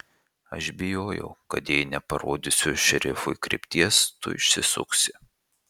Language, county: Lithuanian, Šiauliai